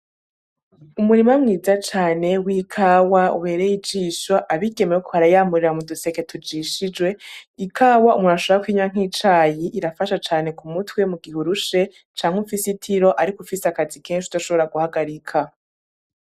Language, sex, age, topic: Rundi, female, 18-24, agriculture